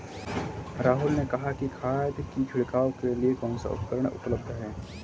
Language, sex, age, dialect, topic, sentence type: Hindi, male, 18-24, Kanauji Braj Bhasha, agriculture, statement